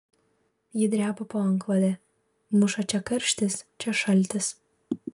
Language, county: Lithuanian, Vilnius